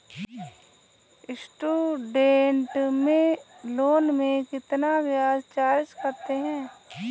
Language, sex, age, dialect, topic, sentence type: Hindi, female, 25-30, Kanauji Braj Bhasha, banking, question